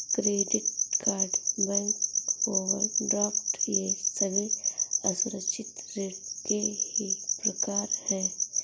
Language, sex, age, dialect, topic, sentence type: Hindi, female, 46-50, Awadhi Bundeli, banking, statement